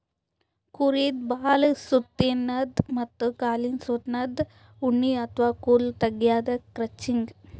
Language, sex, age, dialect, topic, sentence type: Kannada, female, 41-45, Northeastern, agriculture, statement